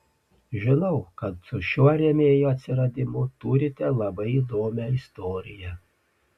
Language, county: Lithuanian, Panevėžys